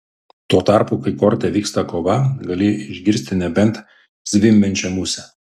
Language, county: Lithuanian, Vilnius